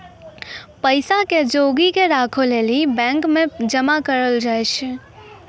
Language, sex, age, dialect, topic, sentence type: Maithili, female, 56-60, Angika, banking, statement